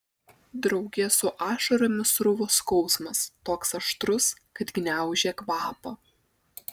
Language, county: Lithuanian, Telšiai